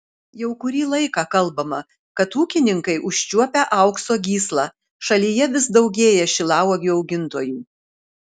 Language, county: Lithuanian, Kaunas